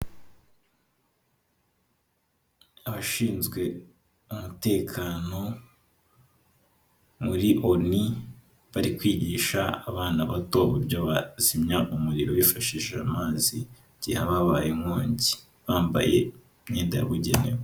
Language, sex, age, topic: Kinyarwanda, male, 18-24, government